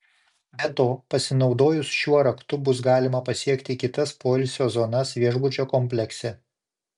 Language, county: Lithuanian, Panevėžys